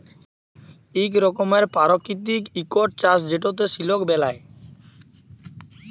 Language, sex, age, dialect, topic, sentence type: Bengali, male, 18-24, Jharkhandi, agriculture, statement